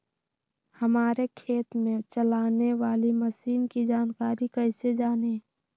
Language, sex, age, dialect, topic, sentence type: Magahi, female, 18-24, Western, agriculture, question